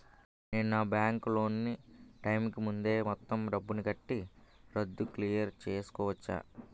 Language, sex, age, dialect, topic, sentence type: Telugu, male, 18-24, Utterandhra, banking, question